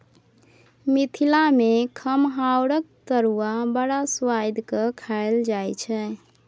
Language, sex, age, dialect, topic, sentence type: Maithili, female, 41-45, Bajjika, agriculture, statement